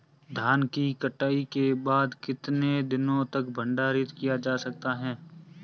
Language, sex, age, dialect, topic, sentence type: Hindi, male, 25-30, Marwari Dhudhari, agriculture, question